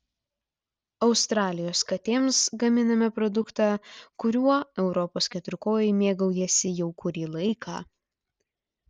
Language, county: Lithuanian, Klaipėda